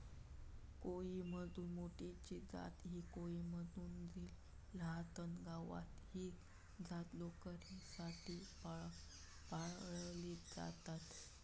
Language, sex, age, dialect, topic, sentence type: Marathi, male, 18-24, Southern Konkan, agriculture, statement